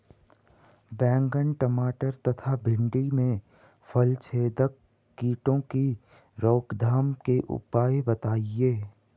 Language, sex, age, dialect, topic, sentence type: Hindi, female, 18-24, Garhwali, agriculture, question